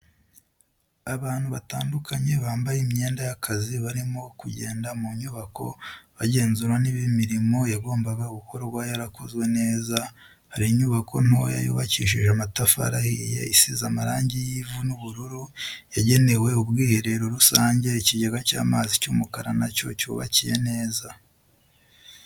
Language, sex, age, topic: Kinyarwanda, male, 25-35, education